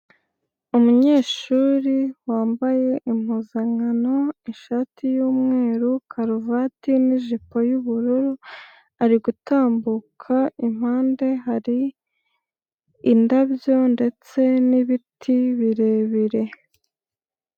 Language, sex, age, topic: Kinyarwanda, female, 18-24, education